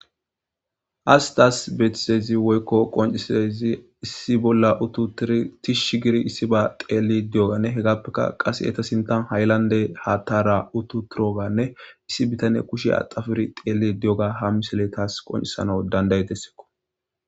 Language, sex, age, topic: Gamo, male, 18-24, government